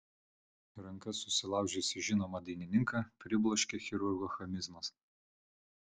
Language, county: Lithuanian, Vilnius